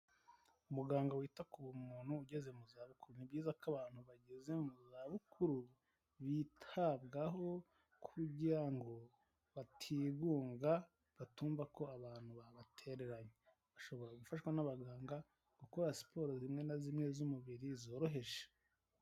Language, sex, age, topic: Kinyarwanda, male, 18-24, health